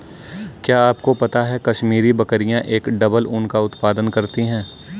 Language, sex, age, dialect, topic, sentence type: Hindi, male, 18-24, Kanauji Braj Bhasha, agriculture, statement